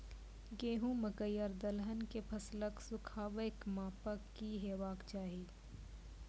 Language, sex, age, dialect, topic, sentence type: Maithili, female, 18-24, Angika, agriculture, question